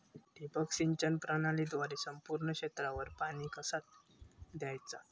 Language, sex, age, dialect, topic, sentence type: Marathi, male, 18-24, Southern Konkan, agriculture, question